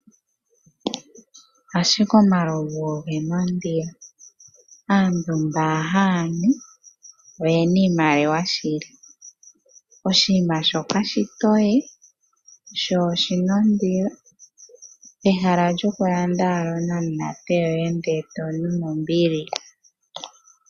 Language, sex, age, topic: Oshiwambo, female, 18-24, finance